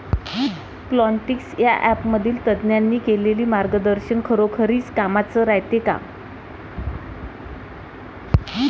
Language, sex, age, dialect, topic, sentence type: Marathi, female, 25-30, Varhadi, agriculture, question